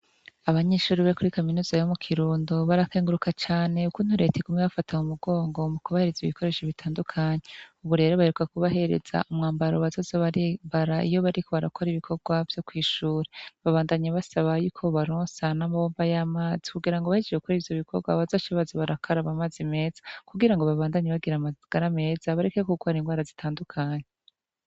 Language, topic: Rundi, education